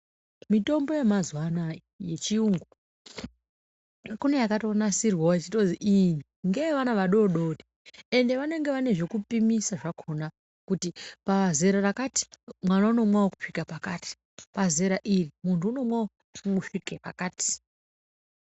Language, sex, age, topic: Ndau, female, 25-35, health